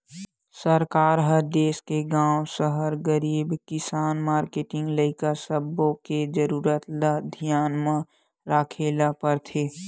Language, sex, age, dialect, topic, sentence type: Chhattisgarhi, male, 41-45, Western/Budati/Khatahi, banking, statement